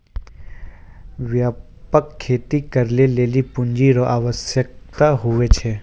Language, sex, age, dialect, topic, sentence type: Maithili, male, 18-24, Angika, agriculture, statement